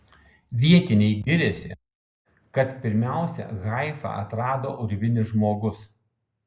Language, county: Lithuanian, Kaunas